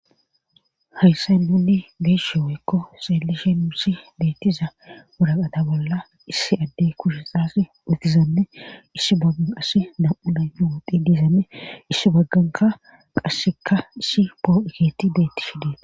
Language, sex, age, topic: Gamo, female, 36-49, government